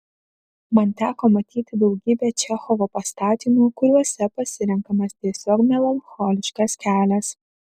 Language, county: Lithuanian, Šiauliai